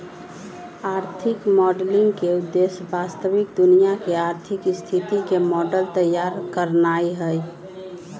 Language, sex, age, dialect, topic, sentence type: Magahi, female, 36-40, Western, banking, statement